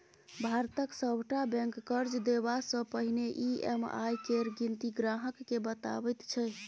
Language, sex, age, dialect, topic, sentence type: Maithili, female, 31-35, Bajjika, banking, statement